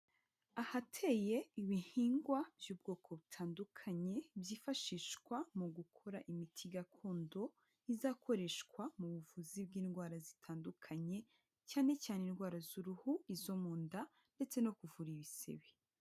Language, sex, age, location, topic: Kinyarwanda, female, 18-24, Huye, health